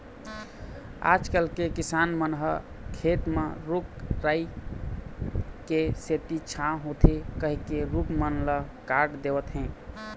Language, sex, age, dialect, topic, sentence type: Chhattisgarhi, male, 25-30, Eastern, agriculture, statement